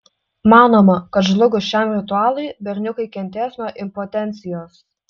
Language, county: Lithuanian, Utena